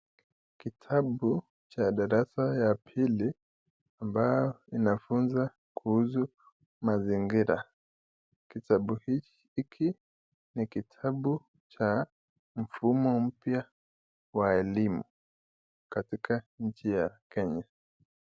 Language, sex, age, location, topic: Swahili, male, 25-35, Nakuru, education